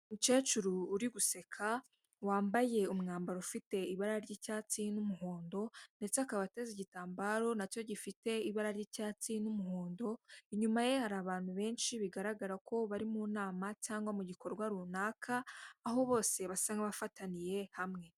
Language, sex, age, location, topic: Kinyarwanda, female, 18-24, Kigali, health